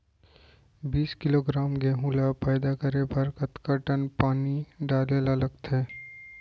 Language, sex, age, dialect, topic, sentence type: Chhattisgarhi, male, 25-30, Central, agriculture, question